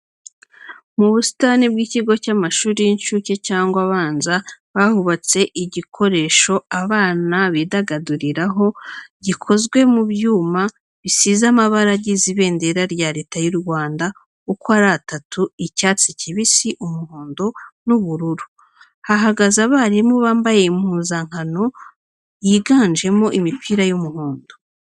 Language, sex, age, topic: Kinyarwanda, female, 36-49, education